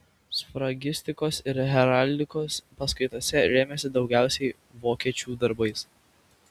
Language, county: Lithuanian, Vilnius